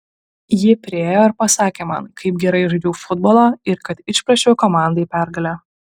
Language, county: Lithuanian, Utena